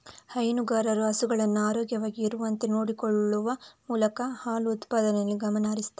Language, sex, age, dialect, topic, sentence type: Kannada, female, 31-35, Coastal/Dakshin, agriculture, statement